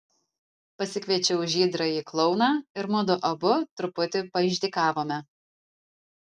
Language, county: Lithuanian, Vilnius